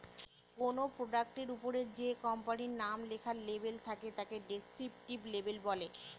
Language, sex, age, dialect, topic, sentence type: Bengali, female, 18-24, Northern/Varendri, banking, statement